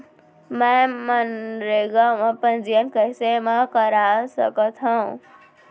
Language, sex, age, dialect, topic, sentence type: Chhattisgarhi, female, 36-40, Central, banking, question